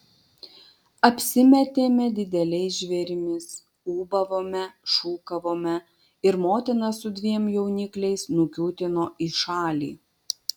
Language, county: Lithuanian, Vilnius